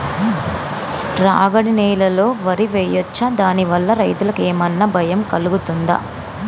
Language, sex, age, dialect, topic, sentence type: Telugu, female, 25-30, Telangana, agriculture, question